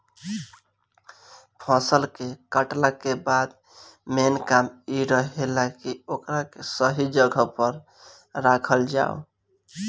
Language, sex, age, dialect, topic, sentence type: Bhojpuri, male, 18-24, Southern / Standard, agriculture, statement